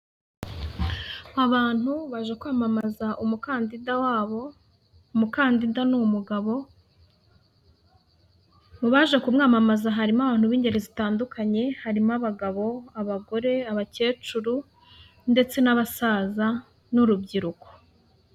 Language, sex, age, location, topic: Kinyarwanda, female, 18-24, Huye, government